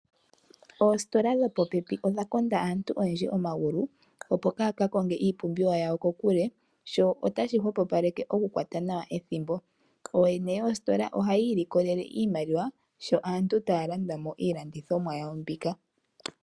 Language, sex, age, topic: Oshiwambo, female, 25-35, finance